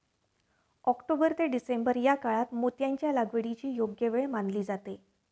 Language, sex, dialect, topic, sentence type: Marathi, female, Standard Marathi, agriculture, statement